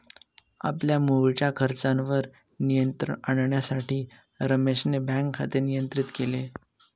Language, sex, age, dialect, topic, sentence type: Marathi, male, 18-24, Northern Konkan, banking, statement